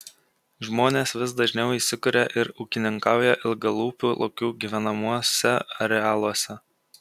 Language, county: Lithuanian, Kaunas